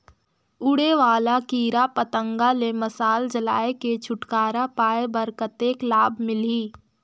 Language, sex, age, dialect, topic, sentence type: Chhattisgarhi, female, 18-24, Northern/Bhandar, agriculture, question